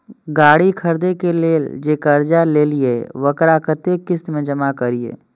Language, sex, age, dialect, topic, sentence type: Maithili, male, 25-30, Eastern / Thethi, banking, question